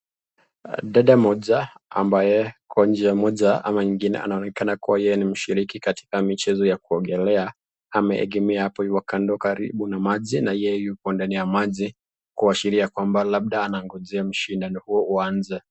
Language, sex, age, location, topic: Swahili, male, 25-35, Nakuru, education